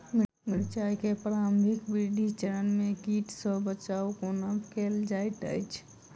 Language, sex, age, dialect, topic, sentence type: Maithili, female, 18-24, Southern/Standard, agriculture, question